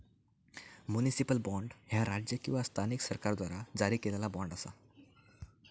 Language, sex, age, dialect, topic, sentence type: Marathi, male, 18-24, Southern Konkan, banking, statement